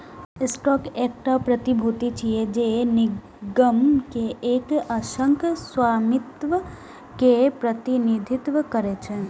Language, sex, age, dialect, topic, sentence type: Maithili, female, 18-24, Eastern / Thethi, banking, statement